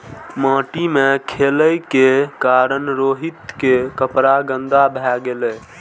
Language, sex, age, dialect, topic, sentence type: Maithili, male, 18-24, Eastern / Thethi, agriculture, statement